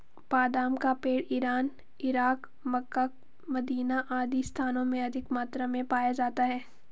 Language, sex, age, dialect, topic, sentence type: Hindi, female, 18-24, Marwari Dhudhari, agriculture, statement